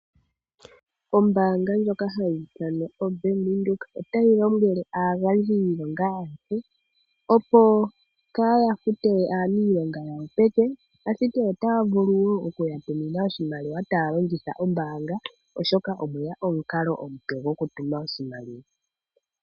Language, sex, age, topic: Oshiwambo, female, 18-24, finance